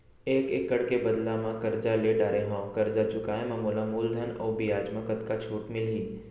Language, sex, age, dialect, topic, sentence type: Chhattisgarhi, male, 18-24, Central, agriculture, question